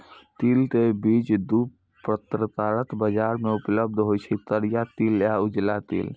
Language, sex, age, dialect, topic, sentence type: Maithili, female, 46-50, Eastern / Thethi, agriculture, statement